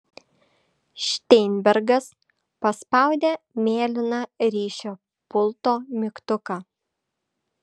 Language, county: Lithuanian, Šiauliai